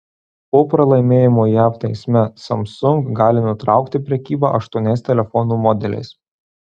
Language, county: Lithuanian, Marijampolė